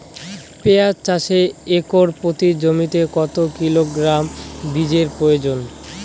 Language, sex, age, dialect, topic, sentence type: Bengali, male, 18-24, Rajbangshi, agriculture, question